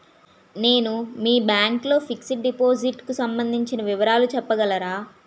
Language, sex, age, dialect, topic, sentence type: Telugu, female, 18-24, Utterandhra, banking, question